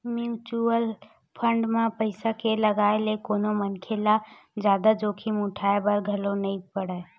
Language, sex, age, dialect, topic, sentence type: Chhattisgarhi, female, 18-24, Western/Budati/Khatahi, banking, statement